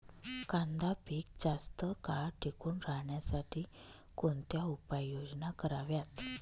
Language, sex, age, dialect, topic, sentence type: Marathi, female, 25-30, Northern Konkan, agriculture, question